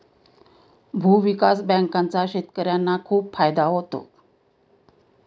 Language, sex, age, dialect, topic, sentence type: Marathi, female, 60-100, Standard Marathi, banking, statement